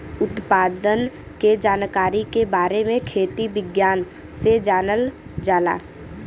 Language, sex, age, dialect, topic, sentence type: Bhojpuri, female, 18-24, Western, agriculture, statement